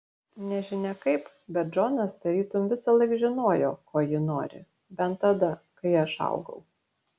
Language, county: Lithuanian, Vilnius